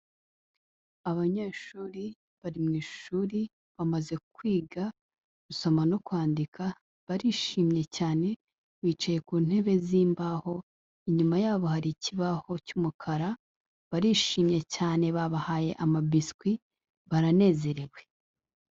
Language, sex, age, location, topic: Kinyarwanda, female, 18-24, Kigali, health